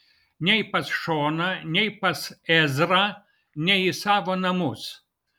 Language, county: Lithuanian, Vilnius